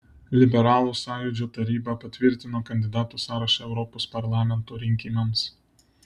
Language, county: Lithuanian, Vilnius